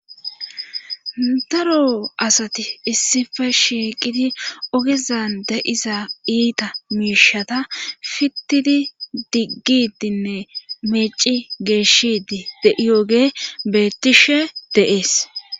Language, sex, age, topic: Gamo, female, 25-35, government